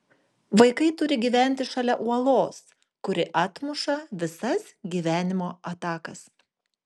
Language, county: Lithuanian, Panevėžys